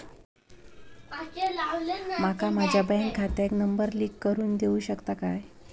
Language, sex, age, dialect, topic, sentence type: Marathi, female, 18-24, Southern Konkan, banking, question